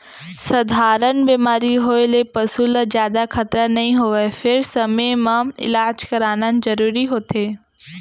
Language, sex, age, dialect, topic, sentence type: Chhattisgarhi, female, 18-24, Central, agriculture, statement